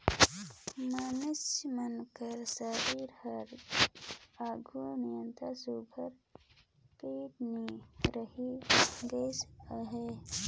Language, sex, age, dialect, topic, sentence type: Chhattisgarhi, female, 25-30, Northern/Bhandar, banking, statement